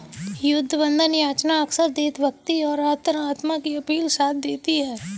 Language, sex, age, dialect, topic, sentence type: Hindi, female, 18-24, Kanauji Braj Bhasha, banking, statement